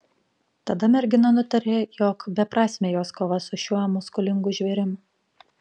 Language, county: Lithuanian, Panevėžys